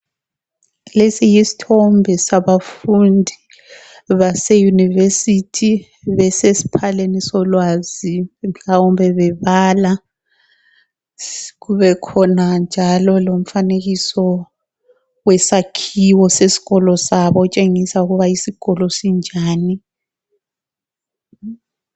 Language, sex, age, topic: North Ndebele, female, 36-49, education